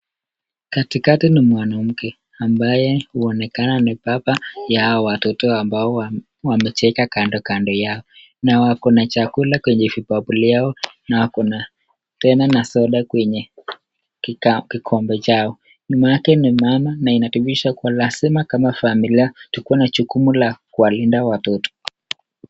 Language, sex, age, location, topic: Swahili, male, 18-24, Nakuru, finance